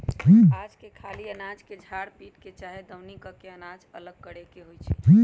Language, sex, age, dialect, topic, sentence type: Magahi, male, 18-24, Western, agriculture, statement